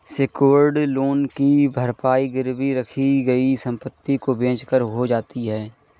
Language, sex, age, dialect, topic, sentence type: Hindi, male, 25-30, Awadhi Bundeli, banking, statement